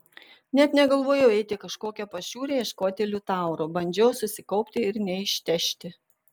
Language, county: Lithuanian, Vilnius